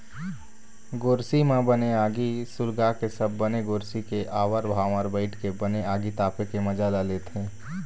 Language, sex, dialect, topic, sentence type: Chhattisgarhi, male, Eastern, agriculture, statement